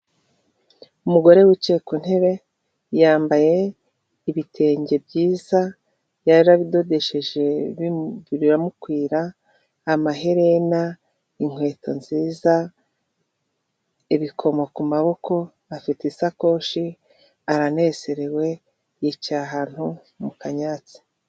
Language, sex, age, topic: Kinyarwanda, female, 36-49, government